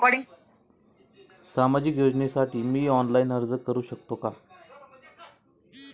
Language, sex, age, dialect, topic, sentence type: Marathi, male, 25-30, Standard Marathi, banking, question